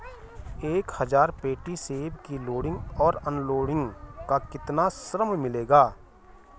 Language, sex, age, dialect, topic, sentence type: Hindi, male, 41-45, Garhwali, agriculture, question